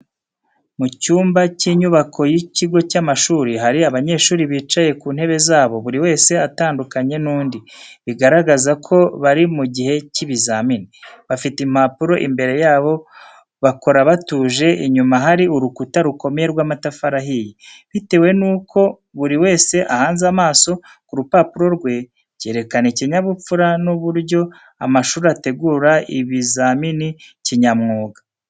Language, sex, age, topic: Kinyarwanda, male, 36-49, education